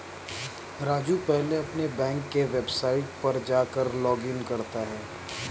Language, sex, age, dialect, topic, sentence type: Hindi, male, 31-35, Awadhi Bundeli, banking, statement